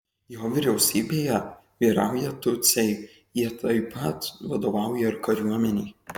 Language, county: Lithuanian, Kaunas